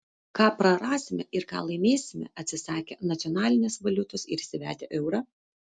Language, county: Lithuanian, Vilnius